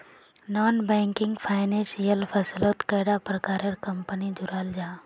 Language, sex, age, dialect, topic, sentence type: Magahi, female, 36-40, Northeastern/Surjapuri, banking, question